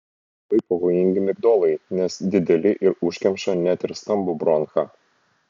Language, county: Lithuanian, Šiauliai